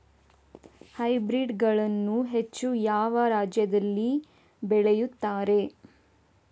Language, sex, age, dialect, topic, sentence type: Kannada, female, 25-30, Coastal/Dakshin, agriculture, question